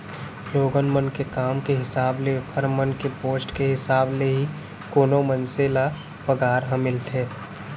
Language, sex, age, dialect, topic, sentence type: Chhattisgarhi, male, 18-24, Central, banking, statement